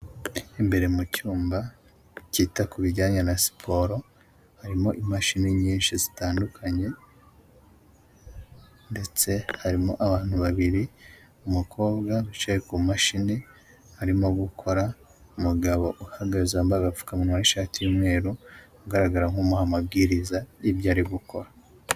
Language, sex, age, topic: Kinyarwanda, male, 18-24, health